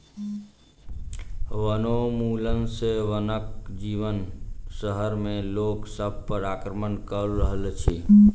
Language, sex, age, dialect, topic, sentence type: Maithili, male, 25-30, Southern/Standard, agriculture, statement